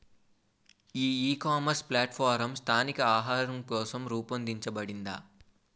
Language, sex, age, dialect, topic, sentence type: Telugu, male, 18-24, Utterandhra, agriculture, question